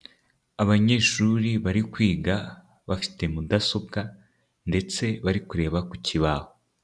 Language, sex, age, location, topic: Kinyarwanda, male, 18-24, Nyagatare, education